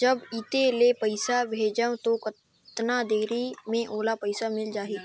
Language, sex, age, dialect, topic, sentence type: Chhattisgarhi, male, 25-30, Northern/Bhandar, banking, question